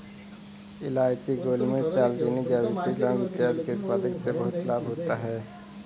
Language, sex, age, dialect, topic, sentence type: Hindi, male, 18-24, Kanauji Braj Bhasha, agriculture, statement